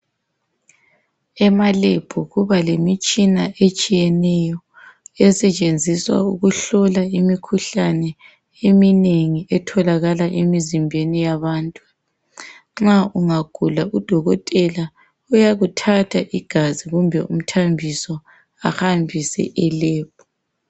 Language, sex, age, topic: North Ndebele, male, 36-49, health